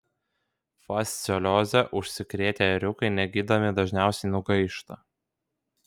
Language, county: Lithuanian, Kaunas